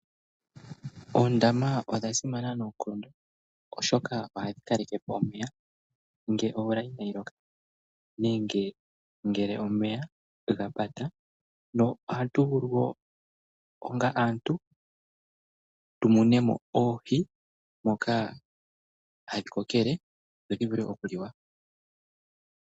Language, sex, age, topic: Oshiwambo, male, 18-24, agriculture